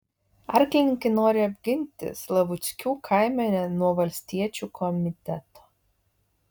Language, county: Lithuanian, Vilnius